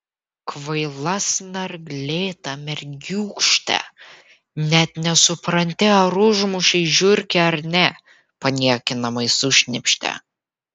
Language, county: Lithuanian, Vilnius